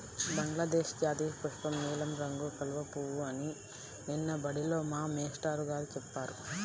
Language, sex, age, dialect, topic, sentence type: Telugu, female, 18-24, Central/Coastal, agriculture, statement